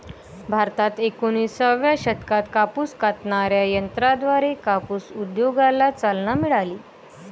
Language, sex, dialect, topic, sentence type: Marathi, female, Varhadi, agriculture, statement